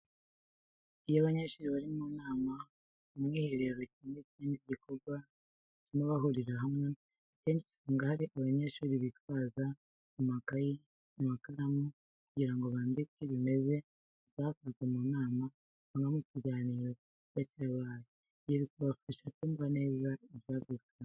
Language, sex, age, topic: Kinyarwanda, female, 36-49, education